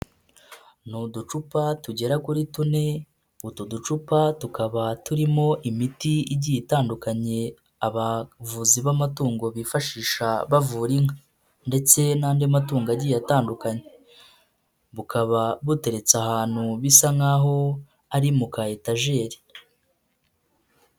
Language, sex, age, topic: Kinyarwanda, male, 25-35, agriculture